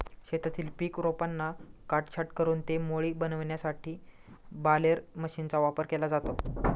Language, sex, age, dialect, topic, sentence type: Marathi, male, 25-30, Standard Marathi, agriculture, statement